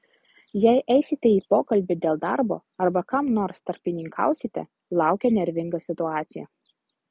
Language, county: Lithuanian, Utena